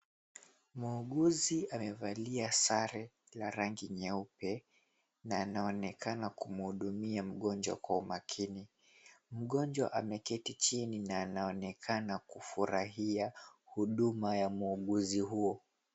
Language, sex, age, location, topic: Swahili, male, 18-24, Mombasa, health